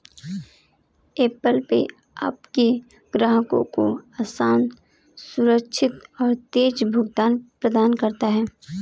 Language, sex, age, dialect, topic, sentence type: Hindi, female, 18-24, Kanauji Braj Bhasha, banking, statement